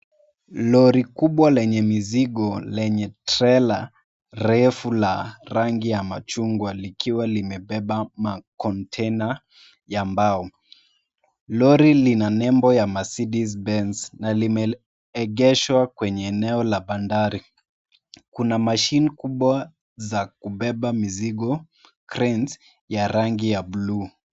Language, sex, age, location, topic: Swahili, male, 25-35, Mombasa, government